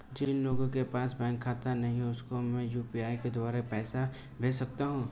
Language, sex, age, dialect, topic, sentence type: Hindi, male, 18-24, Marwari Dhudhari, banking, question